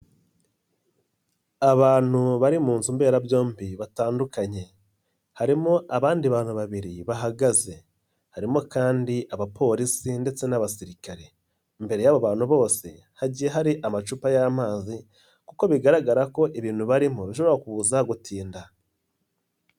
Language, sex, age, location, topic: Kinyarwanda, male, 25-35, Nyagatare, government